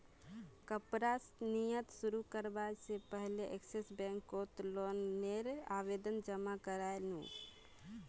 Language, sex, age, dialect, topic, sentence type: Magahi, female, 18-24, Northeastern/Surjapuri, banking, statement